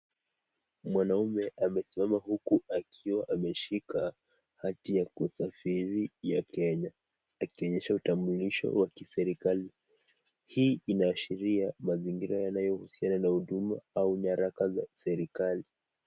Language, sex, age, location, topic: Swahili, male, 18-24, Nakuru, government